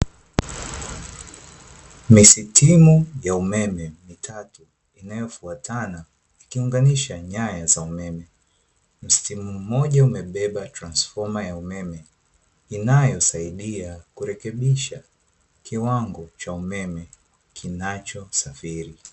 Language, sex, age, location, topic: Swahili, male, 25-35, Dar es Salaam, government